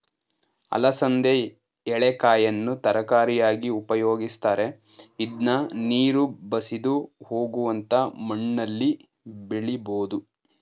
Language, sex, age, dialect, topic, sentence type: Kannada, male, 18-24, Mysore Kannada, agriculture, statement